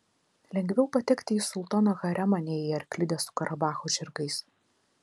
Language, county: Lithuanian, Telšiai